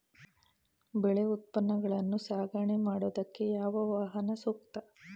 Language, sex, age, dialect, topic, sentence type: Kannada, female, 36-40, Mysore Kannada, agriculture, question